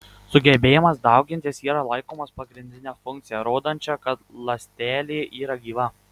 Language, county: Lithuanian, Marijampolė